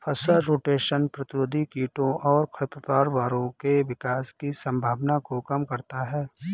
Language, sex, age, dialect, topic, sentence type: Hindi, male, 25-30, Awadhi Bundeli, agriculture, statement